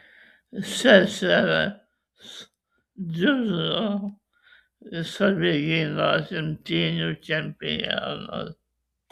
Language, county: Lithuanian, Kaunas